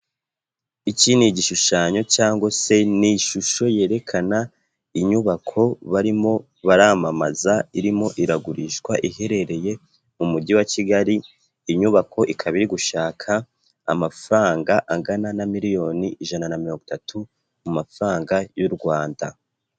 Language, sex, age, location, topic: Kinyarwanda, female, 36-49, Kigali, finance